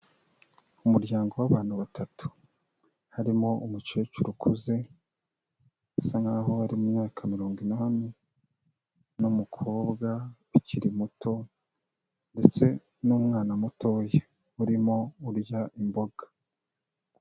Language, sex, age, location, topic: Kinyarwanda, male, 25-35, Kigali, health